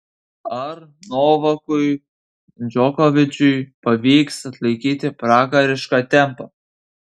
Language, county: Lithuanian, Kaunas